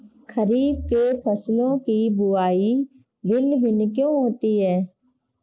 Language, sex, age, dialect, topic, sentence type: Hindi, female, 25-30, Marwari Dhudhari, agriculture, statement